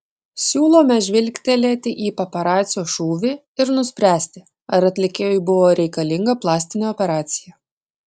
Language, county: Lithuanian, Klaipėda